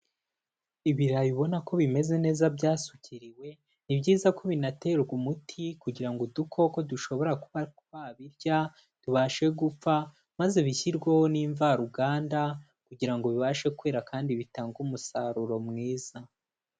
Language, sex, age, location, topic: Kinyarwanda, male, 18-24, Kigali, agriculture